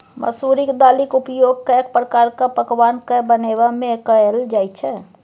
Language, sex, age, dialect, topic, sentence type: Maithili, female, 18-24, Bajjika, agriculture, statement